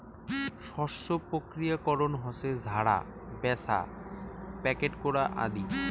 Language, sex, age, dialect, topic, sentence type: Bengali, male, 18-24, Rajbangshi, agriculture, statement